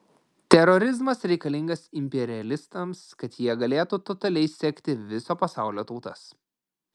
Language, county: Lithuanian, Klaipėda